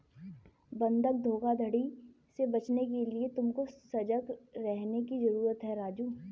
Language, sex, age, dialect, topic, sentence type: Hindi, female, 18-24, Kanauji Braj Bhasha, banking, statement